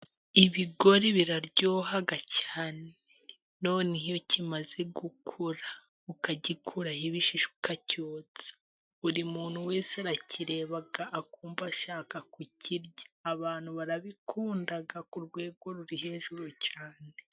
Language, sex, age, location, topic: Kinyarwanda, female, 18-24, Musanze, agriculture